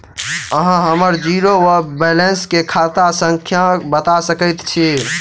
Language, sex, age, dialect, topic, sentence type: Maithili, male, 18-24, Southern/Standard, banking, question